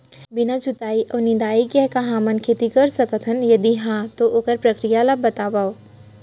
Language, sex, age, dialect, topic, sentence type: Chhattisgarhi, female, 18-24, Central, agriculture, question